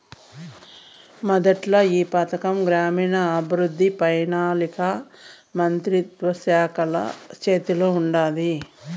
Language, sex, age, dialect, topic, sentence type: Telugu, female, 51-55, Southern, banking, statement